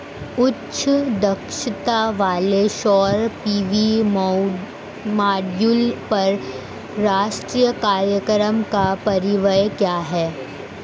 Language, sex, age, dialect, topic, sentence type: Hindi, female, 18-24, Hindustani Malvi Khadi Boli, banking, question